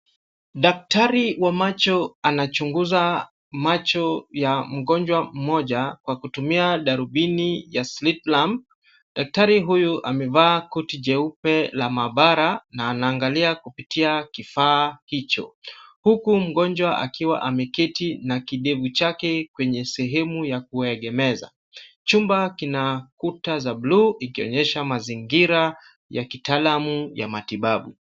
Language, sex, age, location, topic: Swahili, male, 25-35, Kisumu, health